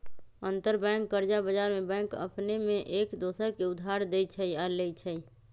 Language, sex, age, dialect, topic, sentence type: Magahi, female, 25-30, Western, banking, statement